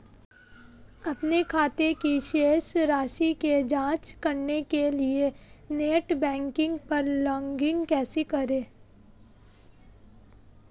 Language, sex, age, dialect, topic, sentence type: Hindi, female, 18-24, Marwari Dhudhari, banking, question